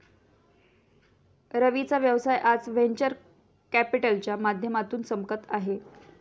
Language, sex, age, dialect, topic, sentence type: Marathi, female, 31-35, Standard Marathi, banking, statement